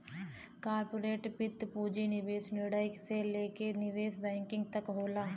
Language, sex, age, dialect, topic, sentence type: Bhojpuri, female, 25-30, Western, banking, statement